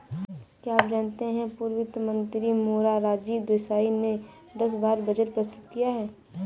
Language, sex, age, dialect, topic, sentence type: Hindi, female, 25-30, Awadhi Bundeli, banking, statement